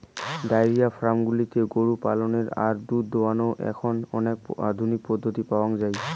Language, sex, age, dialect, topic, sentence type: Bengali, male, 18-24, Rajbangshi, agriculture, statement